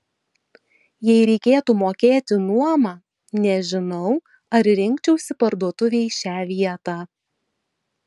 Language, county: Lithuanian, Vilnius